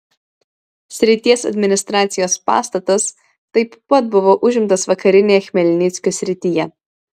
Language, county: Lithuanian, Vilnius